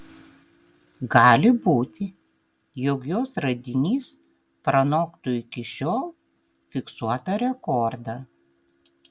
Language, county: Lithuanian, Tauragė